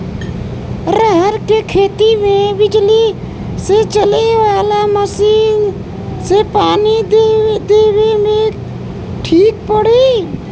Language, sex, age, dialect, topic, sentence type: Bhojpuri, female, 18-24, Western, agriculture, question